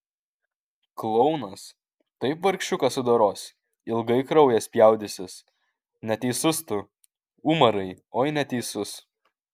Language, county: Lithuanian, Kaunas